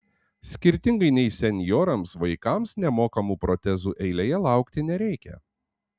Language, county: Lithuanian, Panevėžys